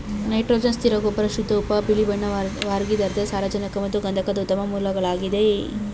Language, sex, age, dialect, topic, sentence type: Kannada, female, 25-30, Mysore Kannada, agriculture, statement